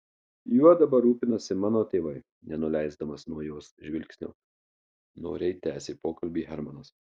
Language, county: Lithuanian, Marijampolė